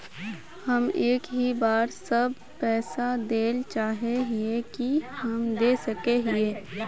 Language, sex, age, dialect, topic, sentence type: Magahi, female, 25-30, Northeastern/Surjapuri, banking, question